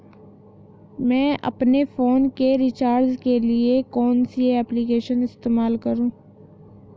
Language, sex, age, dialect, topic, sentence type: Hindi, female, 18-24, Hindustani Malvi Khadi Boli, banking, question